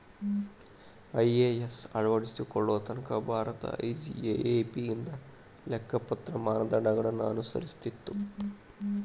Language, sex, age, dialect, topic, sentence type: Kannada, male, 25-30, Dharwad Kannada, banking, statement